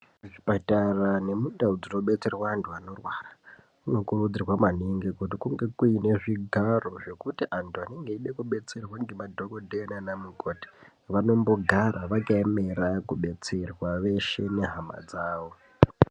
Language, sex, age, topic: Ndau, male, 18-24, health